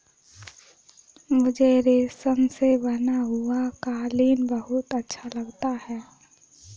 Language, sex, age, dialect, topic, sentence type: Hindi, female, 18-24, Kanauji Braj Bhasha, agriculture, statement